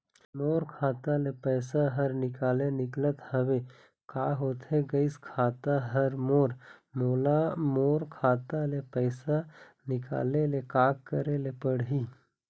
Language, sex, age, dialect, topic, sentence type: Chhattisgarhi, male, 25-30, Eastern, banking, question